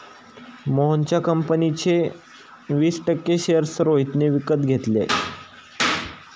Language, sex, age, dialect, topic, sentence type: Marathi, male, 18-24, Standard Marathi, banking, statement